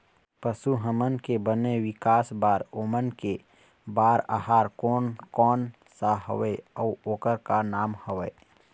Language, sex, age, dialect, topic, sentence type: Chhattisgarhi, male, 31-35, Eastern, agriculture, question